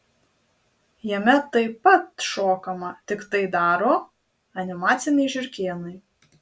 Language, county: Lithuanian, Marijampolė